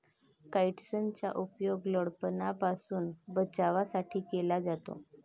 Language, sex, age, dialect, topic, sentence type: Marathi, female, 18-24, Varhadi, agriculture, statement